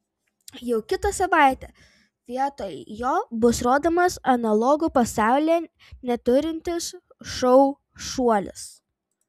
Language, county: Lithuanian, Vilnius